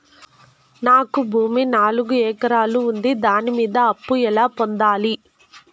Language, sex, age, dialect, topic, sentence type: Telugu, female, 41-45, Southern, banking, question